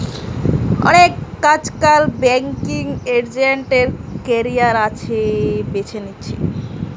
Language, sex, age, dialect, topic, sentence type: Bengali, female, 18-24, Western, banking, statement